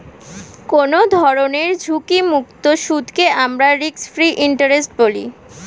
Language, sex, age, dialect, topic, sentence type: Bengali, female, 18-24, Standard Colloquial, banking, statement